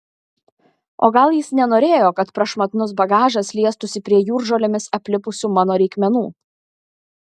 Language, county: Lithuanian, Kaunas